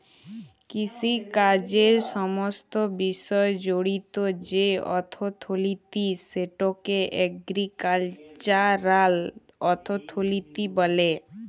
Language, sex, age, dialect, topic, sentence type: Bengali, female, 18-24, Jharkhandi, banking, statement